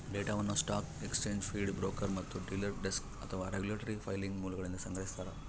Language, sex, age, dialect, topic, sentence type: Kannada, male, 31-35, Central, banking, statement